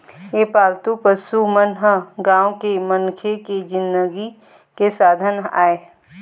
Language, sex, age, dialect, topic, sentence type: Chhattisgarhi, female, 25-30, Eastern, agriculture, statement